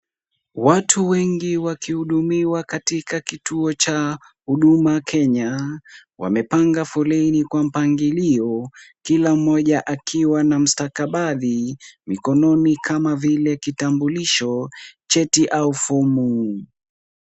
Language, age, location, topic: Swahili, 18-24, Kisumu, government